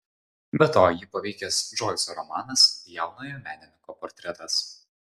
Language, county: Lithuanian, Vilnius